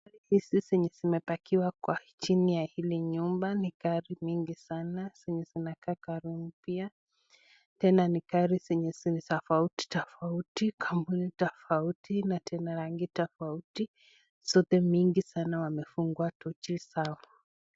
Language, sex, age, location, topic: Swahili, female, 18-24, Nakuru, finance